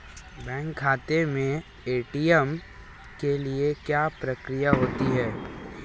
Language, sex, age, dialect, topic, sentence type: Hindi, male, 18-24, Marwari Dhudhari, banking, question